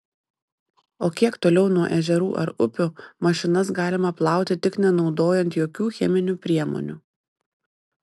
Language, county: Lithuanian, Panevėžys